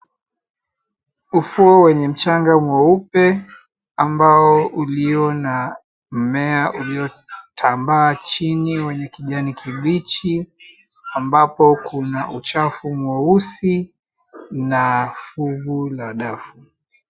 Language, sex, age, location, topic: Swahili, male, 36-49, Mombasa, agriculture